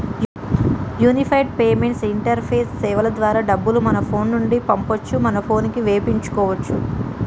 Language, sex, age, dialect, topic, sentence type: Telugu, male, 31-35, Telangana, banking, statement